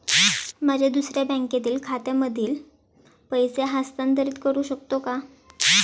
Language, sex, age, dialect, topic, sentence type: Marathi, female, 18-24, Standard Marathi, banking, question